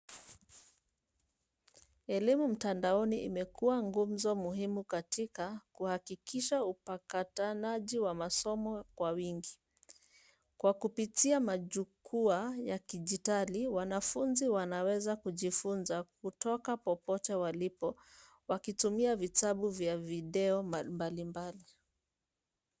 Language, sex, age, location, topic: Swahili, female, 25-35, Nairobi, education